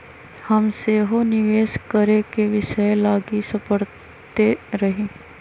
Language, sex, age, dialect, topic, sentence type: Magahi, female, 31-35, Western, banking, statement